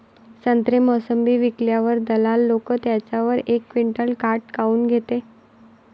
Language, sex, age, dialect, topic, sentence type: Marathi, female, 31-35, Varhadi, agriculture, question